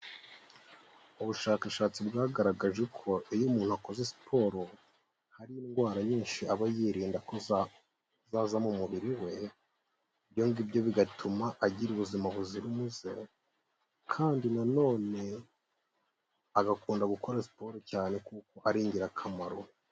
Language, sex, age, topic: Kinyarwanda, female, 18-24, health